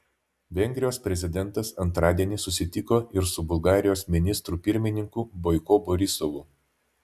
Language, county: Lithuanian, Vilnius